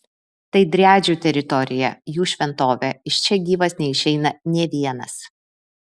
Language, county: Lithuanian, Vilnius